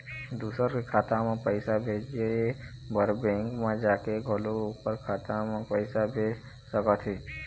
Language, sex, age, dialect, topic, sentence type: Chhattisgarhi, male, 18-24, Eastern, banking, statement